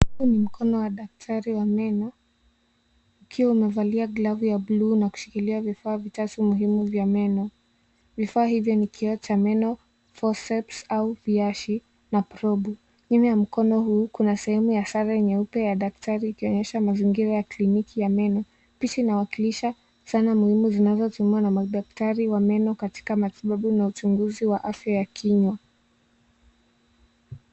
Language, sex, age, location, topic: Swahili, male, 18-24, Nairobi, health